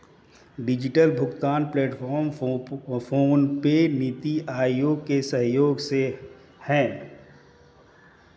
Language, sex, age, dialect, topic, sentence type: Hindi, male, 36-40, Hindustani Malvi Khadi Boli, banking, statement